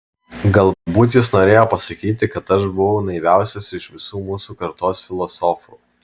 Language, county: Lithuanian, Vilnius